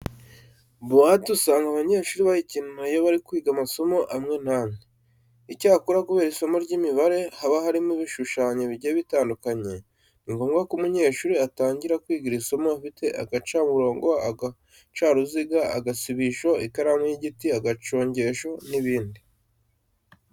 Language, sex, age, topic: Kinyarwanda, male, 18-24, education